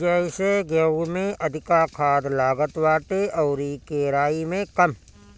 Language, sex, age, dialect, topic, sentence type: Bhojpuri, male, 36-40, Northern, agriculture, statement